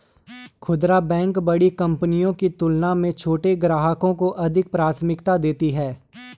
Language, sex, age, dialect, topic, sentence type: Hindi, male, 18-24, Garhwali, banking, statement